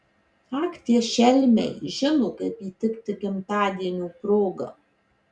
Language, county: Lithuanian, Marijampolė